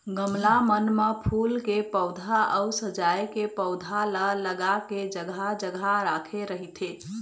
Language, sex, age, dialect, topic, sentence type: Chhattisgarhi, female, 25-30, Eastern, agriculture, statement